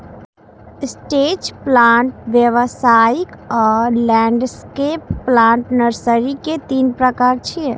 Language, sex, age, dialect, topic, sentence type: Maithili, female, 18-24, Eastern / Thethi, agriculture, statement